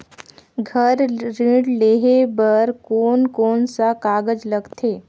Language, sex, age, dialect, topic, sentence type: Chhattisgarhi, female, 25-30, Northern/Bhandar, banking, question